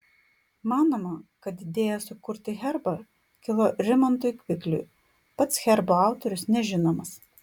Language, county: Lithuanian, Klaipėda